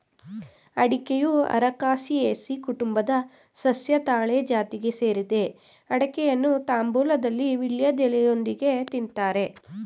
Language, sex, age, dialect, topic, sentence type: Kannada, female, 18-24, Mysore Kannada, agriculture, statement